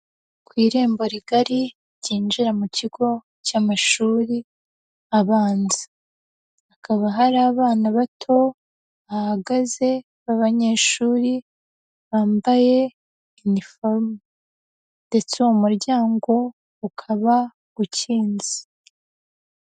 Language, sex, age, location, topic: Kinyarwanda, female, 18-24, Huye, education